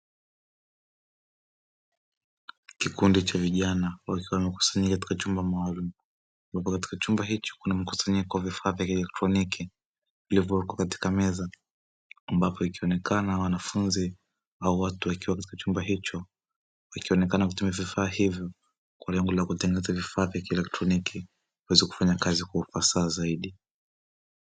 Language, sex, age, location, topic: Swahili, male, 25-35, Dar es Salaam, education